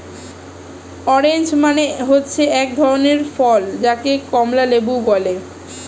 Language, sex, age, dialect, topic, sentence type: Bengali, female, 25-30, Standard Colloquial, agriculture, statement